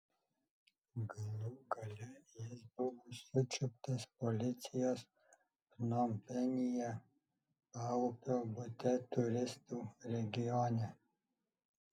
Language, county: Lithuanian, Alytus